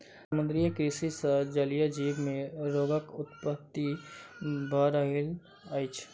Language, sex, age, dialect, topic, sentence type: Maithili, male, 18-24, Southern/Standard, agriculture, statement